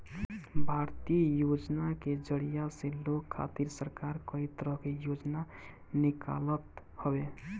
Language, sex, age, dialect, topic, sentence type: Bhojpuri, male, 18-24, Northern, banking, statement